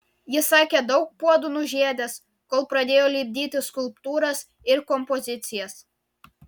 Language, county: Lithuanian, Vilnius